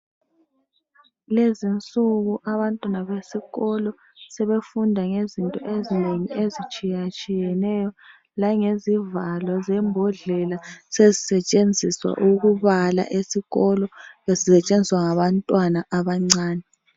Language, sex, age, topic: North Ndebele, female, 25-35, education